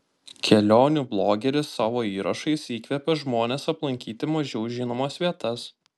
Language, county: Lithuanian, Panevėžys